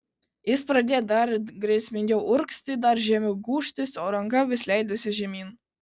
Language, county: Lithuanian, Kaunas